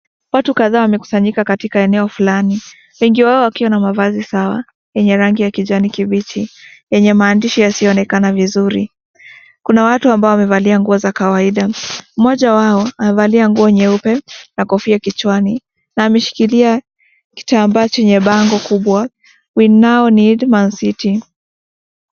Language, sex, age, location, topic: Swahili, female, 18-24, Nakuru, government